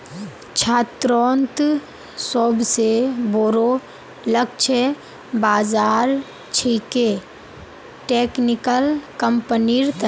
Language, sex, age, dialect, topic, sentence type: Magahi, female, 18-24, Northeastern/Surjapuri, banking, statement